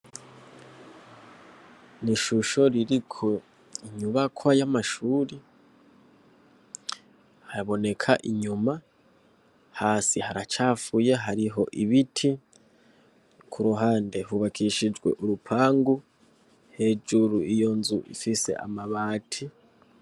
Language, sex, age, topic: Rundi, male, 18-24, education